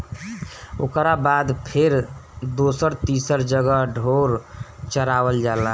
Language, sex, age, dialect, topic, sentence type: Bhojpuri, male, 25-30, Northern, agriculture, statement